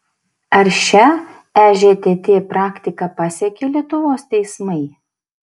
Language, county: Lithuanian, Šiauliai